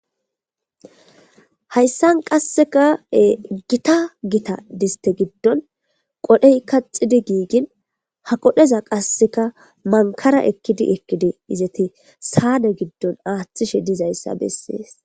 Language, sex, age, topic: Gamo, female, 25-35, government